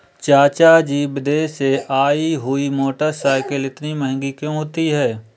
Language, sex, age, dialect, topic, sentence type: Hindi, male, 25-30, Awadhi Bundeli, banking, statement